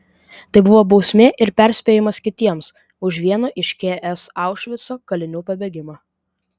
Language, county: Lithuanian, Vilnius